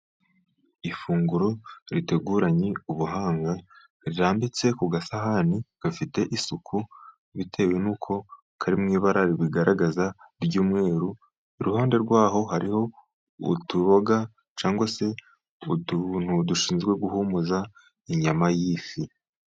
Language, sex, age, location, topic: Kinyarwanda, male, 50+, Musanze, agriculture